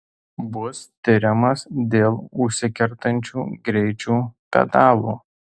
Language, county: Lithuanian, Tauragė